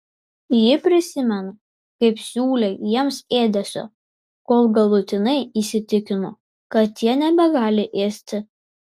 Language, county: Lithuanian, Vilnius